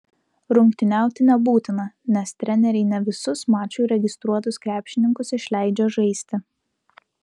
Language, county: Lithuanian, Utena